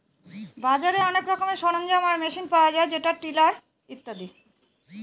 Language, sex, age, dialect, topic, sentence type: Bengali, female, 18-24, Northern/Varendri, agriculture, statement